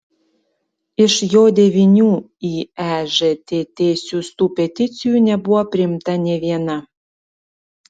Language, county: Lithuanian, Klaipėda